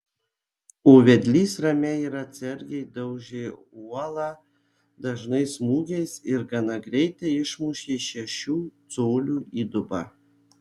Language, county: Lithuanian, Kaunas